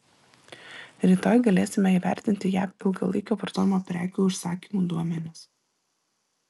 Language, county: Lithuanian, Vilnius